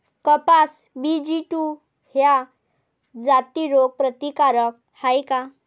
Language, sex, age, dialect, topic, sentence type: Marathi, female, 18-24, Varhadi, agriculture, question